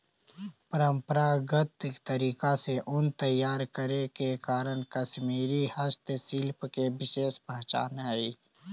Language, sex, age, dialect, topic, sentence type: Magahi, male, 18-24, Central/Standard, banking, statement